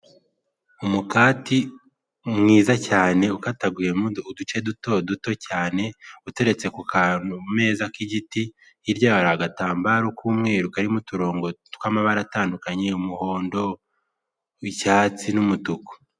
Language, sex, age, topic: Kinyarwanda, male, 18-24, finance